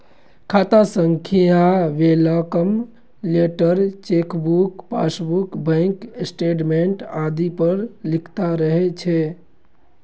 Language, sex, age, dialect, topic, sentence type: Maithili, male, 56-60, Eastern / Thethi, banking, statement